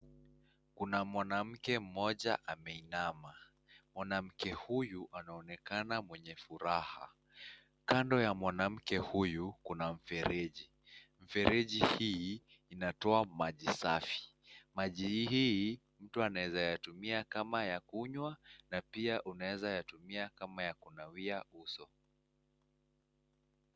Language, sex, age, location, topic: Swahili, male, 18-24, Nakuru, health